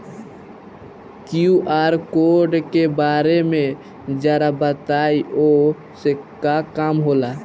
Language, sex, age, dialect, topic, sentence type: Bhojpuri, male, <18, Northern, banking, question